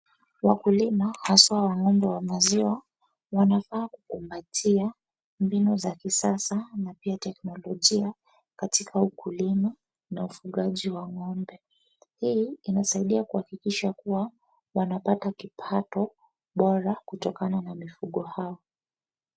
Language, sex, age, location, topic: Swahili, female, 25-35, Wajir, agriculture